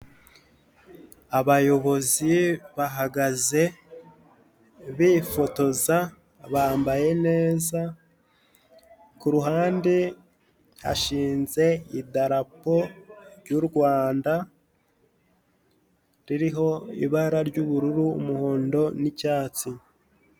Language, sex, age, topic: Kinyarwanda, male, 18-24, health